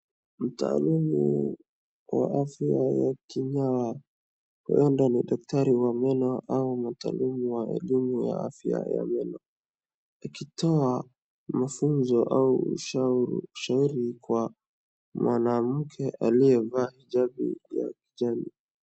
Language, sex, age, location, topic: Swahili, male, 18-24, Wajir, health